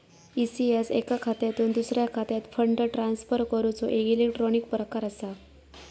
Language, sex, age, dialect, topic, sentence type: Marathi, female, 41-45, Southern Konkan, banking, statement